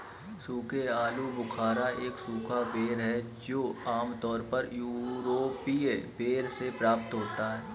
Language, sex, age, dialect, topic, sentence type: Hindi, male, 25-30, Kanauji Braj Bhasha, agriculture, statement